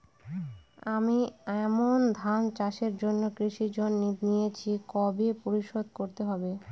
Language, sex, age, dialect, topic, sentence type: Bengali, female, 25-30, Northern/Varendri, banking, question